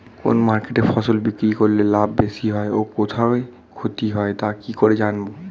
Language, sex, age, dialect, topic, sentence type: Bengali, male, 18-24, Standard Colloquial, agriculture, question